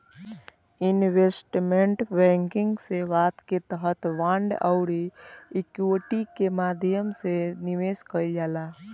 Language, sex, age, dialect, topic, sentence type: Bhojpuri, male, <18, Southern / Standard, banking, statement